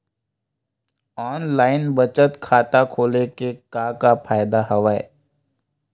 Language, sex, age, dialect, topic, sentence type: Chhattisgarhi, male, 25-30, Western/Budati/Khatahi, banking, question